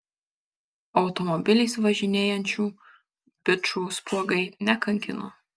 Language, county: Lithuanian, Kaunas